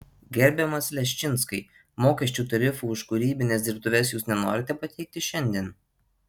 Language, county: Lithuanian, Alytus